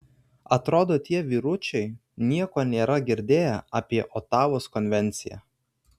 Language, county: Lithuanian, Vilnius